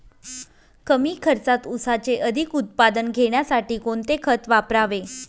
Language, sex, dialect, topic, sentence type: Marathi, female, Northern Konkan, agriculture, question